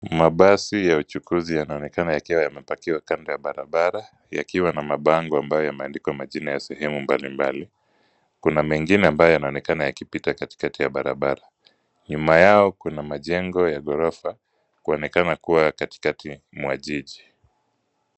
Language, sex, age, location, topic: Swahili, male, 25-35, Nairobi, government